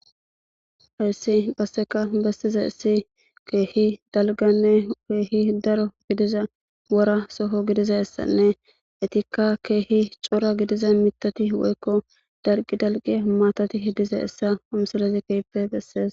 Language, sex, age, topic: Gamo, male, 18-24, government